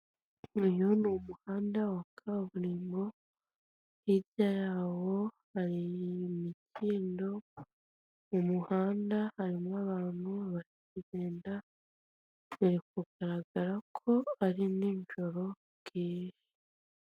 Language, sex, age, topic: Kinyarwanda, female, 25-35, government